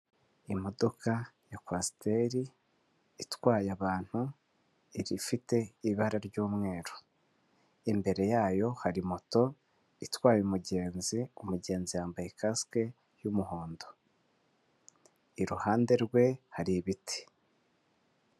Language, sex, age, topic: Kinyarwanda, male, 25-35, government